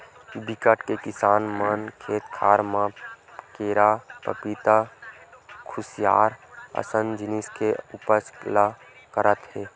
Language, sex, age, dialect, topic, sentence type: Chhattisgarhi, male, 18-24, Western/Budati/Khatahi, agriculture, statement